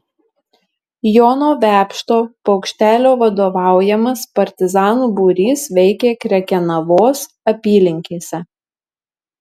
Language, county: Lithuanian, Marijampolė